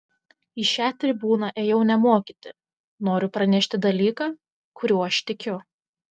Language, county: Lithuanian, Telšiai